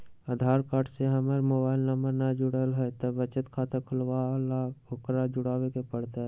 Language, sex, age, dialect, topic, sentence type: Magahi, male, 18-24, Western, banking, question